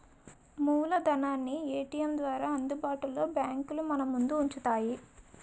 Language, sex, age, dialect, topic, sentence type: Telugu, female, 18-24, Utterandhra, banking, statement